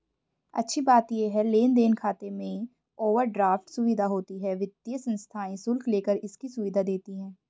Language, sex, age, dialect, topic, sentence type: Hindi, female, 25-30, Hindustani Malvi Khadi Boli, banking, statement